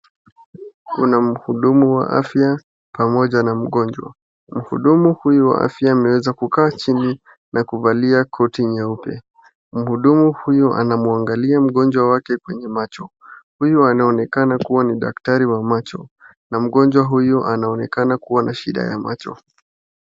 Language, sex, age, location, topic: Swahili, male, 18-24, Wajir, health